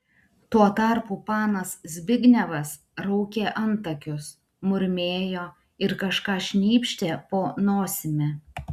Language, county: Lithuanian, Klaipėda